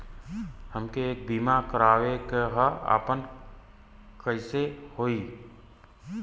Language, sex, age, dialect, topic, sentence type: Bhojpuri, male, 36-40, Western, banking, question